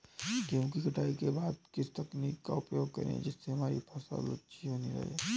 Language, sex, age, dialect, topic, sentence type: Hindi, male, 18-24, Awadhi Bundeli, agriculture, question